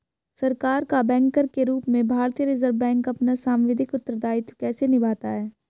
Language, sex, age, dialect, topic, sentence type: Hindi, female, 18-24, Hindustani Malvi Khadi Boli, banking, question